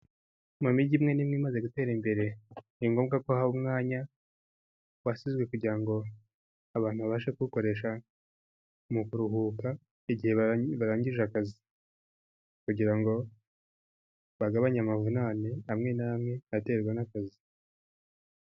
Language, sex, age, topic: Kinyarwanda, male, 18-24, government